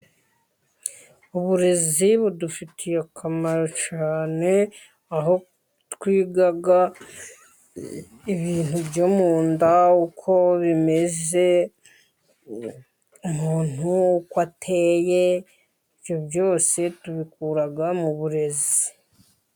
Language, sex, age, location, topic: Kinyarwanda, female, 50+, Musanze, education